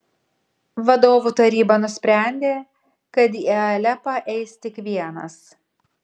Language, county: Lithuanian, Kaunas